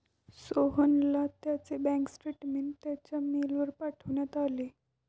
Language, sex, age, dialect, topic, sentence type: Marathi, female, 18-24, Standard Marathi, banking, statement